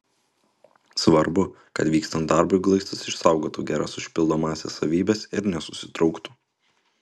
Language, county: Lithuanian, Utena